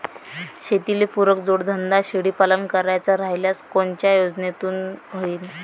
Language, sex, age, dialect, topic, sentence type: Marathi, female, 25-30, Varhadi, agriculture, question